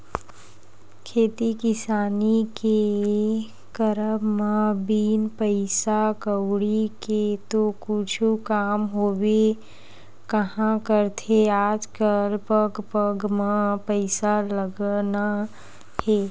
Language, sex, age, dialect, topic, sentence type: Chhattisgarhi, female, 18-24, Western/Budati/Khatahi, banking, statement